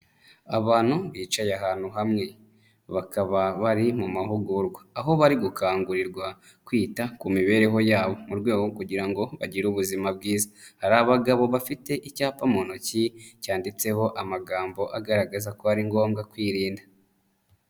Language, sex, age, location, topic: Kinyarwanda, male, 25-35, Nyagatare, health